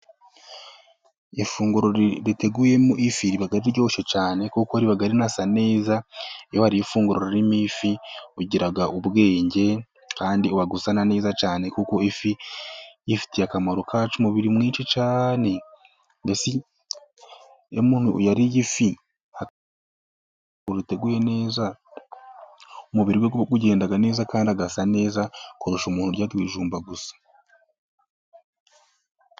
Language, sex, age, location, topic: Kinyarwanda, male, 25-35, Musanze, finance